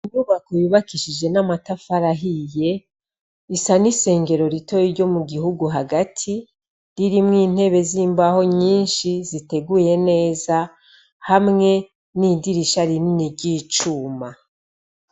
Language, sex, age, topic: Rundi, female, 36-49, education